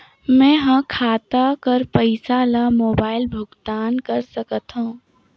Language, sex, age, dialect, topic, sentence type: Chhattisgarhi, female, 18-24, Northern/Bhandar, banking, question